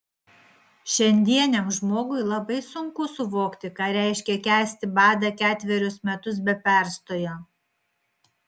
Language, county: Lithuanian, Vilnius